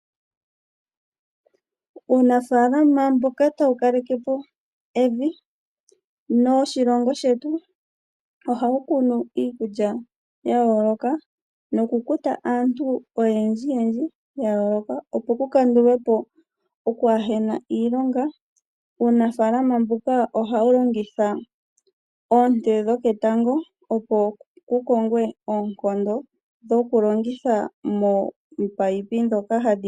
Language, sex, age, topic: Oshiwambo, female, 25-35, finance